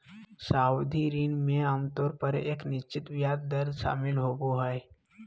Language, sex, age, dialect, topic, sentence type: Magahi, male, 18-24, Southern, banking, statement